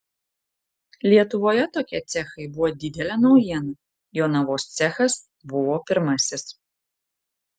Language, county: Lithuanian, Panevėžys